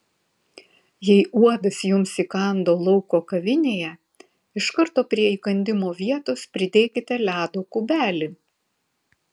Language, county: Lithuanian, Vilnius